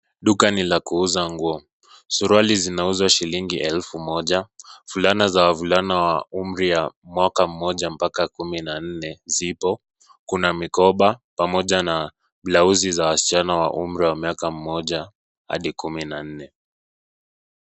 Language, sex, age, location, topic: Swahili, male, 25-35, Nairobi, finance